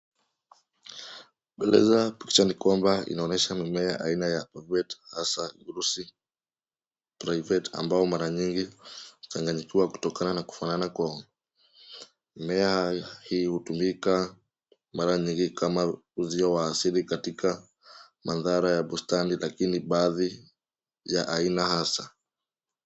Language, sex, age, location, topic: Swahili, male, 18-24, Nairobi, health